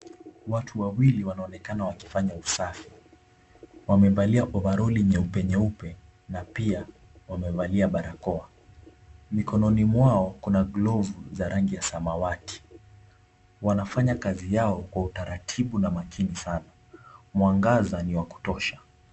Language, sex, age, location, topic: Swahili, male, 18-24, Kisumu, health